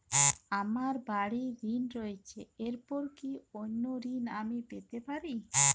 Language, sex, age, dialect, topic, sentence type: Bengali, female, 18-24, Jharkhandi, banking, question